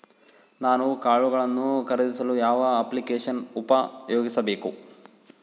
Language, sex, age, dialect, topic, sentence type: Kannada, male, 25-30, Central, agriculture, question